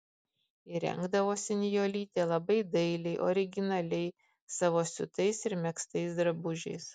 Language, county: Lithuanian, Kaunas